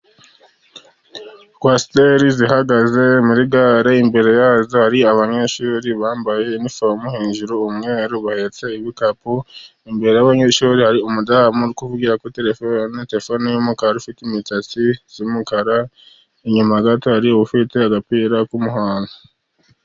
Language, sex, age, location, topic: Kinyarwanda, male, 50+, Musanze, government